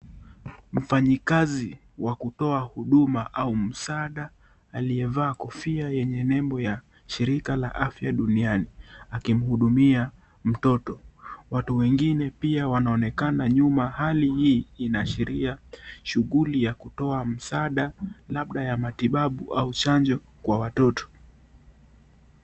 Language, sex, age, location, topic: Swahili, male, 18-24, Kisii, health